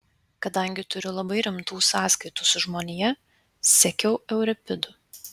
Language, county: Lithuanian, Vilnius